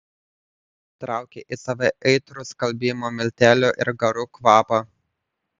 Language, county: Lithuanian, Panevėžys